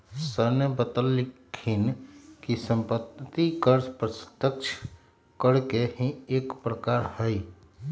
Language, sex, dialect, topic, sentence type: Magahi, male, Western, banking, statement